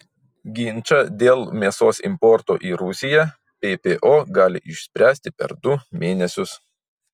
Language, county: Lithuanian, Vilnius